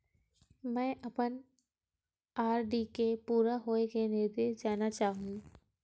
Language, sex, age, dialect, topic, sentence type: Chhattisgarhi, female, 18-24, Western/Budati/Khatahi, banking, statement